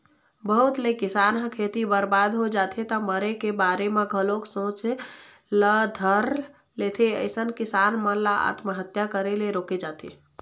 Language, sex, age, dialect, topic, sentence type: Chhattisgarhi, female, 25-30, Eastern, agriculture, statement